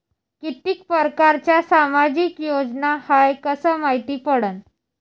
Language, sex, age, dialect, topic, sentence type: Marathi, female, 25-30, Varhadi, banking, question